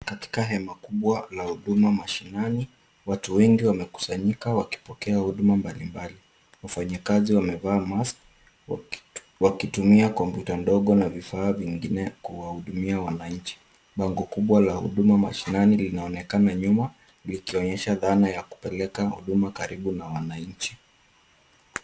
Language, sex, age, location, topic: Swahili, male, 25-35, Kisumu, government